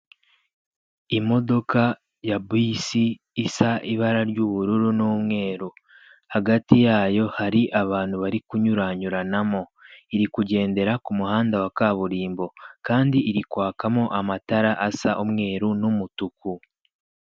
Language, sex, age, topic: Kinyarwanda, male, 25-35, government